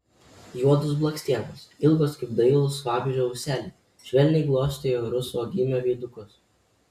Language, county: Lithuanian, Kaunas